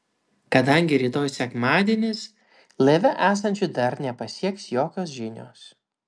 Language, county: Lithuanian, Vilnius